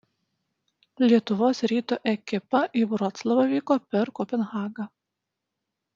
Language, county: Lithuanian, Utena